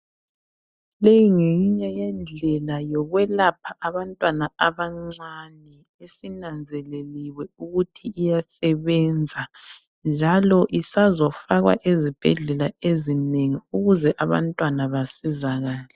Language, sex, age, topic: North Ndebele, female, 25-35, health